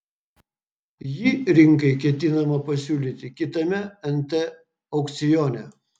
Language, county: Lithuanian, Vilnius